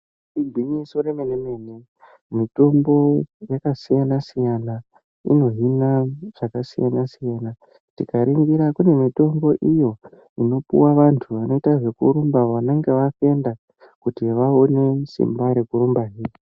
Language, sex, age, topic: Ndau, female, 18-24, health